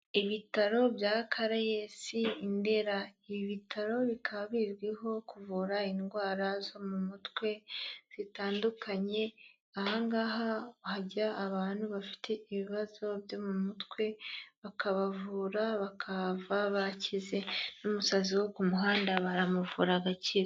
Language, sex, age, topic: Kinyarwanda, female, 25-35, health